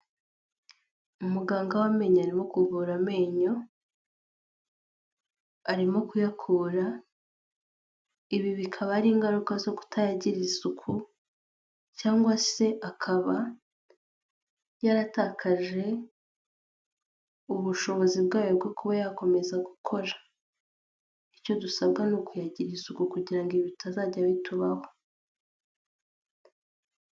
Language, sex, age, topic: Kinyarwanda, female, 18-24, health